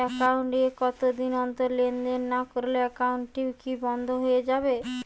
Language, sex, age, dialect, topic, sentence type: Bengali, female, 18-24, Western, banking, question